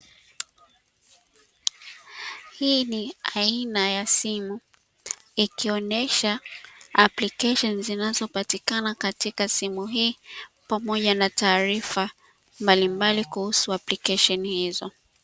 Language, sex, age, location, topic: Swahili, female, 25-35, Dar es Salaam, finance